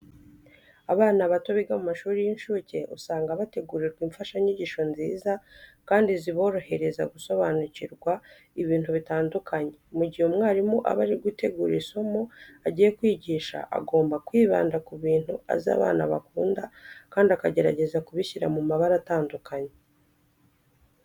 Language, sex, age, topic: Kinyarwanda, female, 25-35, education